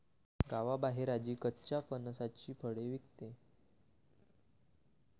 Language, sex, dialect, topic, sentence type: Marathi, male, Varhadi, agriculture, statement